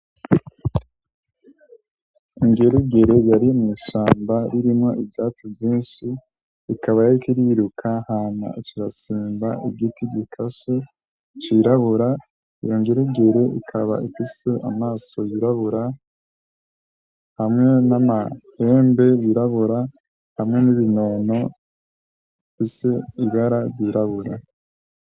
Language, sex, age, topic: Rundi, male, 25-35, agriculture